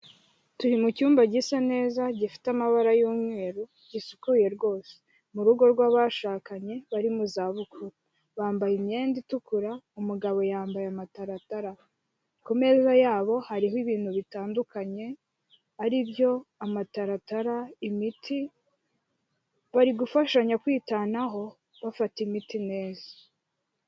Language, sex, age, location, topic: Kinyarwanda, female, 18-24, Kigali, health